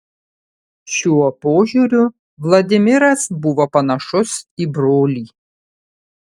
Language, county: Lithuanian, Panevėžys